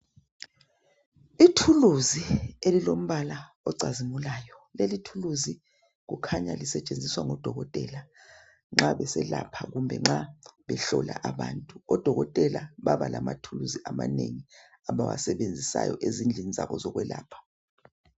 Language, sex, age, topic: North Ndebele, male, 36-49, health